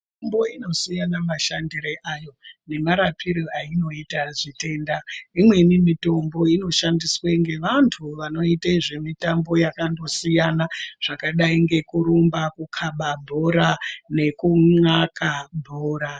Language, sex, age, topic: Ndau, female, 36-49, health